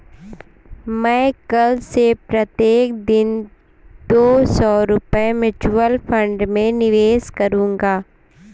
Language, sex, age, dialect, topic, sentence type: Hindi, female, 18-24, Kanauji Braj Bhasha, banking, statement